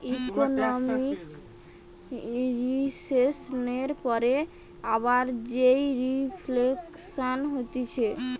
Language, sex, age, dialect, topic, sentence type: Bengali, female, 18-24, Western, banking, statement